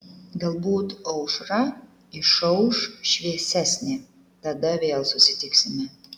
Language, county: Lithuanian, Klaipėda